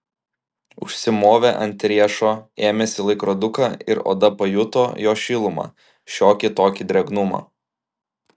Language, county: Lithuanian, Klaipėda